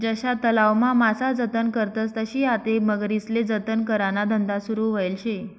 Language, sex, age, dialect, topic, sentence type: Marathi, female, 25-30, Northern Konkan, agriculture, statement